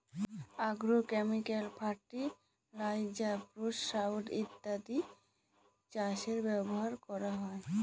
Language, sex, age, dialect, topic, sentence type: Bengali, female, 18-24, Northern/Varendri, agriculture, statement